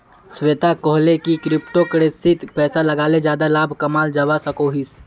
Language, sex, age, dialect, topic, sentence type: Magahi, female, 56-60, Northeastern/Surjapuri, banking, statement